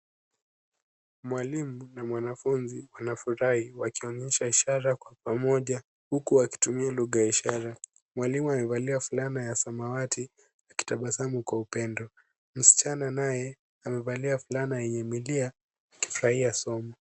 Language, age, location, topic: Swahili, 18-24, Nairobi, education